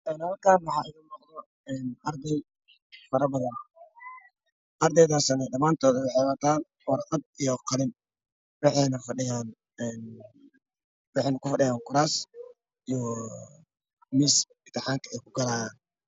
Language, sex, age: Somali, male, 25-35